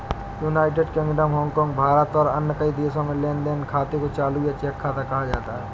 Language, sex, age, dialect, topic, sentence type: Hindi, male, 60-100, Awadhi Bundeli, banking, statement